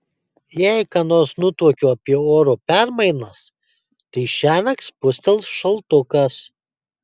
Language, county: Lithuanian, Kaunas